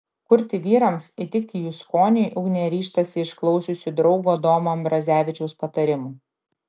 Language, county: Lithuanian, Klaipėda